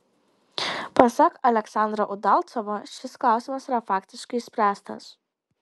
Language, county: Lithuanian, Kaunas